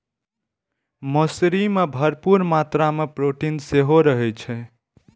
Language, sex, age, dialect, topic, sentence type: Maithili, male, 18-24, Eastern / Thethi, agriculture, statement